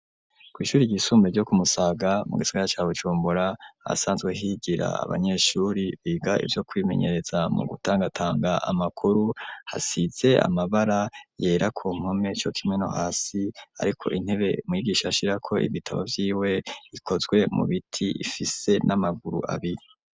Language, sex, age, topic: Rundi, male, 25-35, education